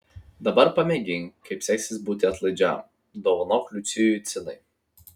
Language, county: Lithuanian, Vilnius